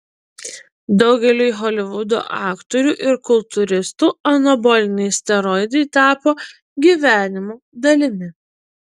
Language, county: Lithuanian, Utena